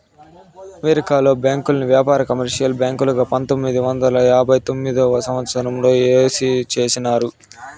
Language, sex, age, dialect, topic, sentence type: Telugu, male, 60-100, Southern, banking, statement